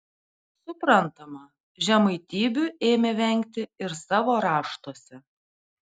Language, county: Lithuanian, Panevėžys